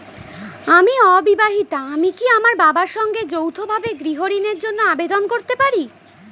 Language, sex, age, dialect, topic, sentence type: Bengali, female, 25-30, Standard Colloquial, banking, question